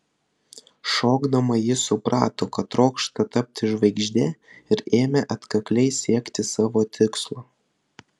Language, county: Lithuanian, Vilnius